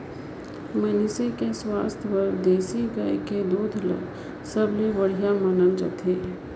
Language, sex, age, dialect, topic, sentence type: Chhattisgarhi, female, 56-60, Northern/Bhandar, agriculture, statement